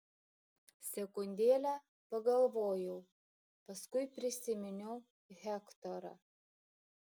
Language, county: Lithuanian, Šiauliai